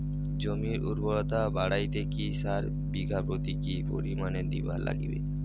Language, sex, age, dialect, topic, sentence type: Bengali, male, 18-24, Rajbangshi, agriculture, question